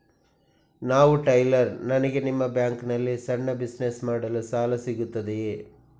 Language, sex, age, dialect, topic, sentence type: Kannada, male, 56-60, Coastal/Dakshin, banking, question